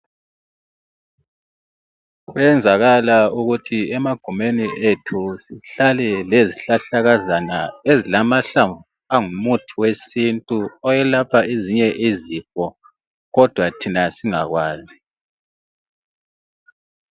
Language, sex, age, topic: North Ndebele, male, 36-49, health